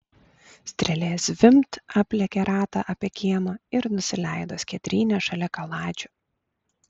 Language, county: Lithuanian, Klaipėda